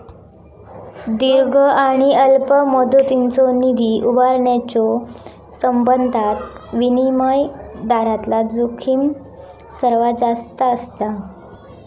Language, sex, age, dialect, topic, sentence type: Marathi, female, 18-24, Southern Konkan, banking, statement